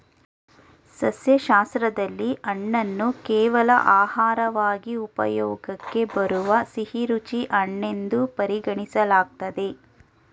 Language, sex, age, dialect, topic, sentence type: Kannada, female, 25-30, Mysore Kannada, agriculture, statement